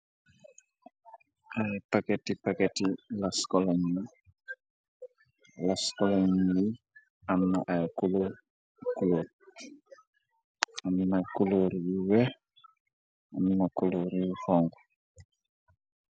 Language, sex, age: Wolof, male, 25-35